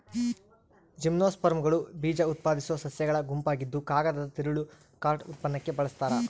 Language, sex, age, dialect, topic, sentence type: Kannada, female, 18-24, Central, agriculture, statement